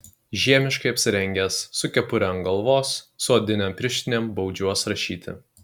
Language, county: Lithuanian, Kaunas